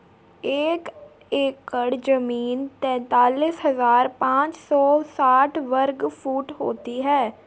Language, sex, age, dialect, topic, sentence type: Hindi, female, 36-40, Garhwali, agriculture, statement